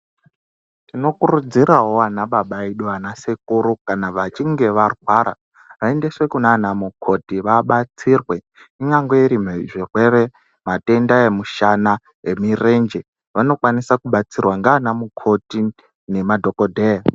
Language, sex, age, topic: Ndau, male, 18-24, health